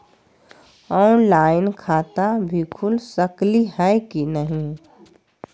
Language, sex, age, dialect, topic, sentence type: Magahi, female, 51-55, Southern, banking, question